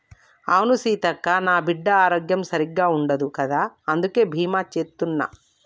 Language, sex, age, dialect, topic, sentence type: Telugu, female, 25-30, Telangana, banking, statement